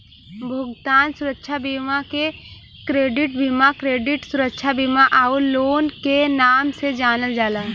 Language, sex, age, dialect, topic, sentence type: Bhojpuri, female, 18-24, Western, banking, statement